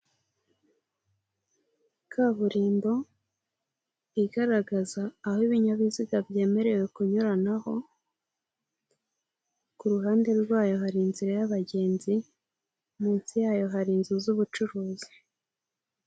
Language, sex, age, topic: Kinyarwanda, female, 18-24, government